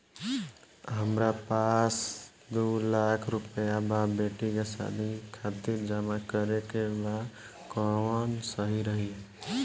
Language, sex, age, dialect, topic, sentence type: Bhojpuri, male, 18-24, Northern, banking, question